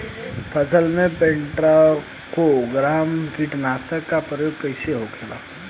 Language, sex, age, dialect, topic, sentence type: Bhojpuri, male, 18-24, Western, agriculture, question